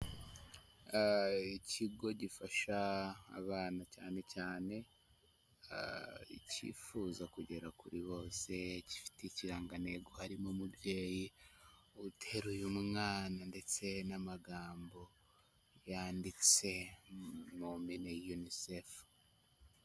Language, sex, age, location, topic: Kinyarwanda, male, 18-24, Huye, health